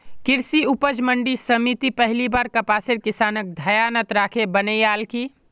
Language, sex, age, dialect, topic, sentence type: Magahi, male, 18-24, Northeastern/Surjapuri, agriculture, statement